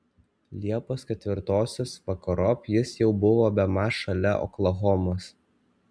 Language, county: Lithuanian, Kaunas